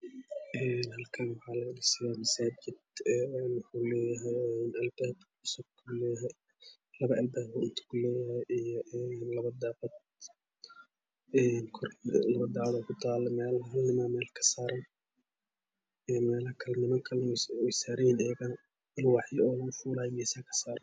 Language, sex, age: Somali, male, 18-24